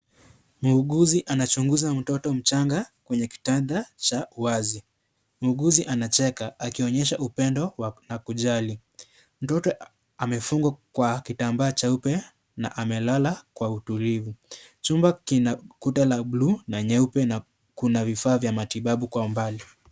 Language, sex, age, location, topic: Swahili, male, 25-35, Kisii, health